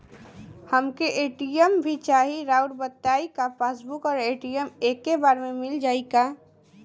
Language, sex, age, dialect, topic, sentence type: Bhojpuri, female, 18-24, Western, banking, question